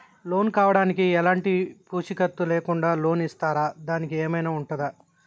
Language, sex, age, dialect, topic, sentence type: Telugu, male, 31-35, Telangana, banking, question